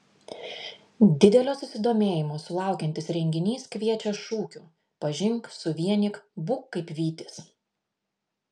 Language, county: Lithuanian, Vilnius